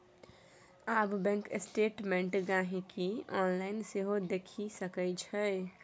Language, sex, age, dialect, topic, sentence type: Maithili, female, 18-24, Bajjika, banking, statement